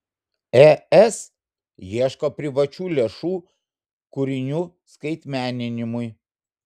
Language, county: Lithuanian, Vilnius